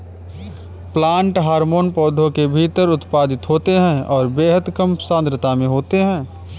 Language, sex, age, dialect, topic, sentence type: Hindi, male, 25-30, Kanauji Braj Bhasha, agriculture, statement